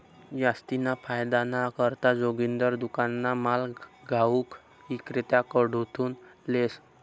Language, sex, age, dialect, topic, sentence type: Marathi, male, 25-30, Northern Konkan, banking, statement